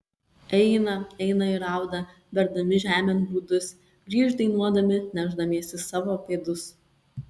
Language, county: Lithuanian, Kaunas